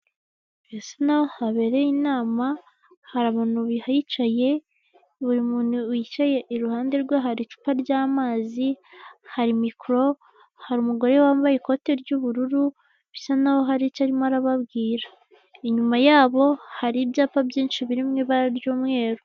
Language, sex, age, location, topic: Kinyarwanda, female, 25-35, Kigali, health